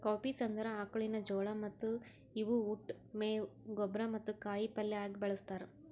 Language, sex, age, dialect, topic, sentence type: Kannada, female, 56-60, Northeastern, agriculture, statement